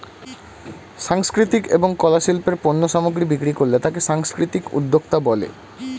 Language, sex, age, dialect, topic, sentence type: Bengali, male, 18-24, Standard Colloquial, banking, statement